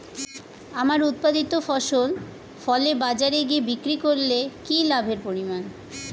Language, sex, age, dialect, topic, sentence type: Bengali, female, 41-45, Standard Colloquial, agriculture, question